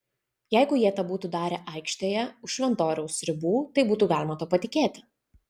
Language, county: Lithuanian, Vilnius